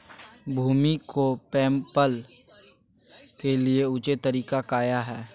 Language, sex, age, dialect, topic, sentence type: Magahi, male, 31-35, Southern, agriculture, question